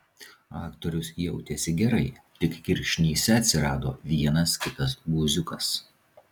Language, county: Lithuanian, Vilnius